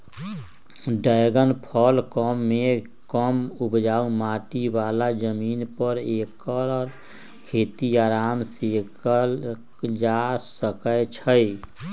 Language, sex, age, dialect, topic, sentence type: Magahi, male, 60-100, Western, agriculture, statement